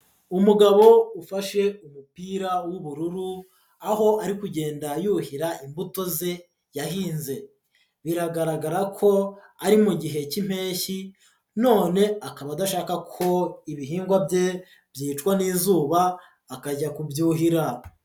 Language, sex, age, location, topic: Kinyarwanda, female, 25-35, Huye, agriculture